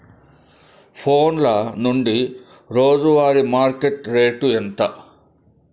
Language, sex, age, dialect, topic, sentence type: Telugu, male, 56-60, Southern, agriculture, question